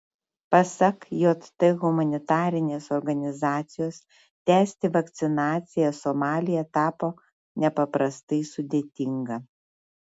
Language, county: Lithuanian, Šiauliai